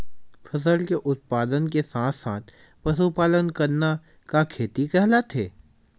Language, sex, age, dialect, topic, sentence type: Chhattisgarhi, male, 18-24, Western/Budati/Khatahi, agriculture, question